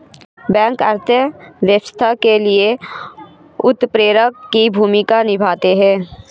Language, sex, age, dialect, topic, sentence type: Hindi, female, 25-30, Marwari Dhudhari, banking, statement